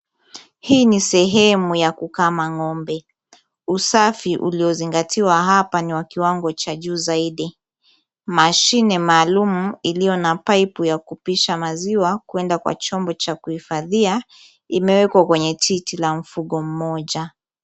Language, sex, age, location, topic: Swahili, female, 18-24, Kisumu, agriculture